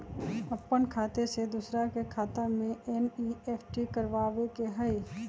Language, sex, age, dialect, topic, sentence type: Magahi, female, 31-35, Western, banking, question